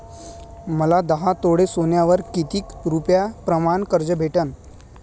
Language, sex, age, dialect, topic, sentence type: Marathi, male, 18-24, Varhadi, banking, question